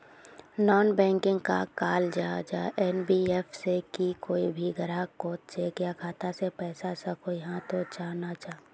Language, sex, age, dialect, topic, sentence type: Magahi, female, 36-40, Northeastern/Surjapuri, banking, question